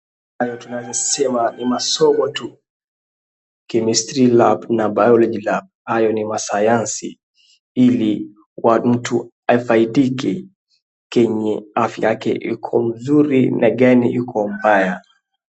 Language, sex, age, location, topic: Swahili, male, 18-24, Wajir, education